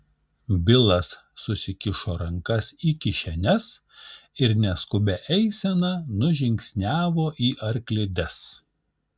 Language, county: Lithuanian, Šiauliai